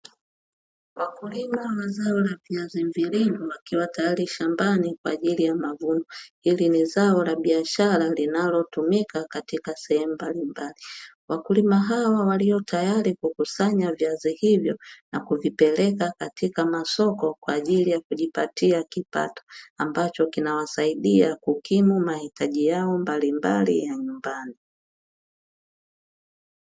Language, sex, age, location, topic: Swahili, female, 25-35, Dar es Salaam, agriculture